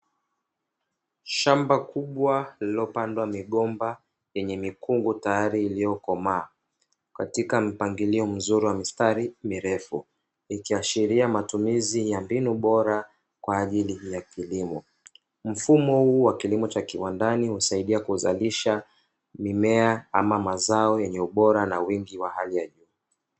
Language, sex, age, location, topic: Swahili, male, 25-35, Dar es Salaam, agriculture